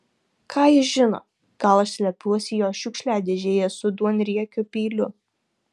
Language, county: Lithuanian, Kaunas